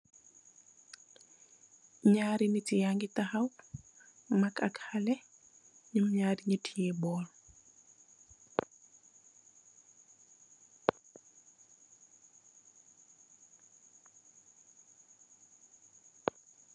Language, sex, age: Wolof, female, 18-24